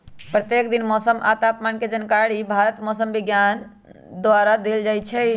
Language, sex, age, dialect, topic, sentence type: Magahi, male, 31-35, Western, agriculture, statement